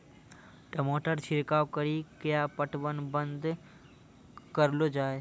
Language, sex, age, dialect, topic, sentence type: Maithili, male, 18-24, Angika, agriculture, question